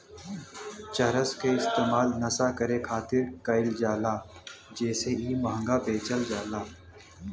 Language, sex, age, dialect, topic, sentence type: Bhojpuri, male, 18-24, Western, agriculture, statement